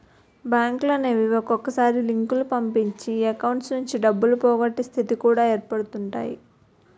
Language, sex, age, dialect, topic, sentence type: Telugu, female, 60-100, Utterandhra, banking, statement